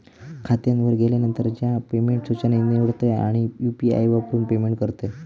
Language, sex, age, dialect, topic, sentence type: Marathi, male, 18-24, Southern Konkan, banking, statement